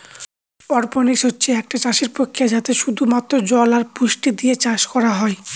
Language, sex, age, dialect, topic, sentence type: Bengali, male, 25-30, Northern/Varendri, agriculture, statement